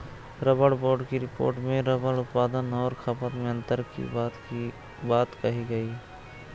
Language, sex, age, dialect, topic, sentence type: Hindi, male, 18-24, Awadhi Bundeli, agriculture, statement